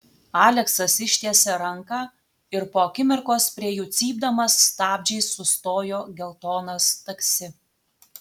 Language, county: Lithuanian, Telšiai